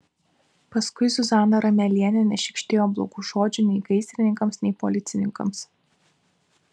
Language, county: Lithuanian, Vilnius